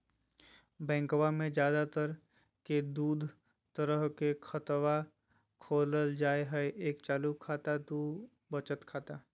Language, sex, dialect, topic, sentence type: Magahi, male, Southern, banking, question